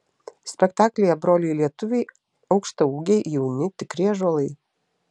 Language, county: Lithuanian, Telšiai